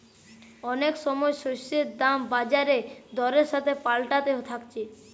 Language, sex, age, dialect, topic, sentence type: Bengali, male, 25-30, Western, agriculture, statement